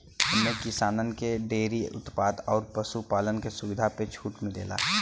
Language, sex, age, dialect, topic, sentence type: Bhojpuri, female, 36-40, Western, agriculture, statement